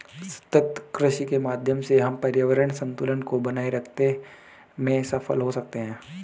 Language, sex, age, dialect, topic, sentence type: Hindi, male, 18-24, Hindustani Malvi Khadi Boli, agriculture, statement